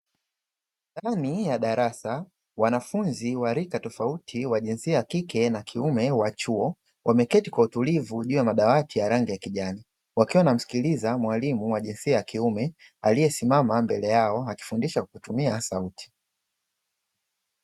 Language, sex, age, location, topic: Swahili, male, 25-35, Dar es Salaam, education